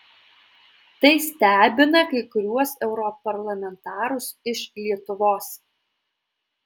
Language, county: Lithuanian, Alytus